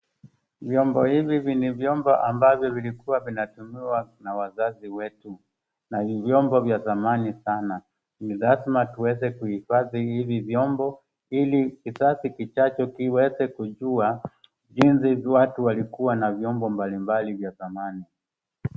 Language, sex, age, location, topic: Swahili, male, 36-49, Wajir, health